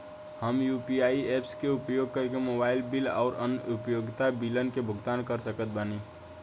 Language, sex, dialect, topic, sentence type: Bhojpuri, male, Southern / Standard, banking, statement